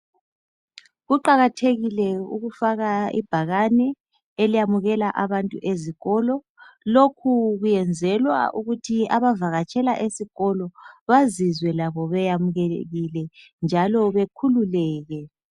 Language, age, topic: North Ndebele, 25-35, education